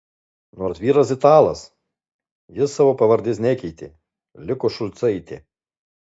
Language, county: Lithuanian, Alytus